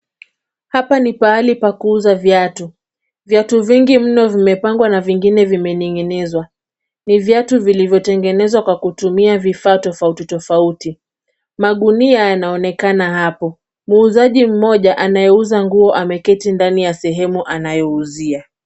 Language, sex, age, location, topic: Swahili, female, 25-35, Kisumu, finance